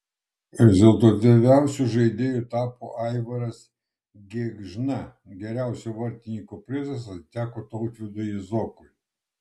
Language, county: Lithuanian, Kaunas